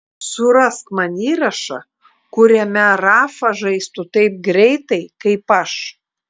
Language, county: Lithuanian, Klaipėda